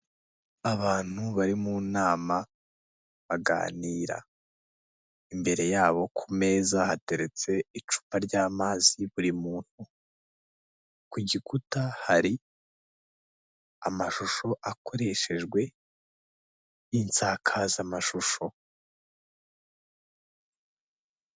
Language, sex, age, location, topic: Kinyarwanda, male, 18-24, Kigali, health